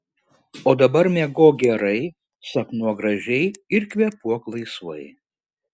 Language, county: Lithuanian, Šiauliai